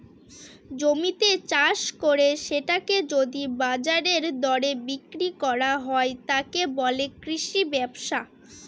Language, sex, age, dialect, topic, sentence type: Bengali, female, 18-24, Northern/Varendri, agriculture, statement